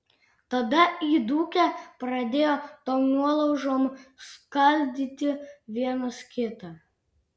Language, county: Lithuanian, Vilnius